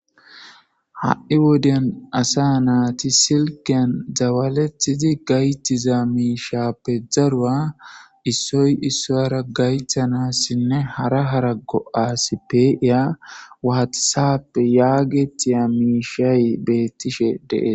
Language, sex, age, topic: Gamo, male, 25-35, government